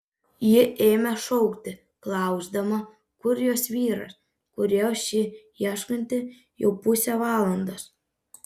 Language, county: Lithuanian, Panevėžys